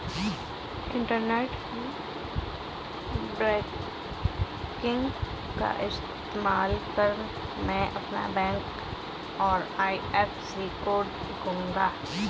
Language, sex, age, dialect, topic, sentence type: Hindi, female, 31-35, Kanauji Braj Bhasha, banking, statement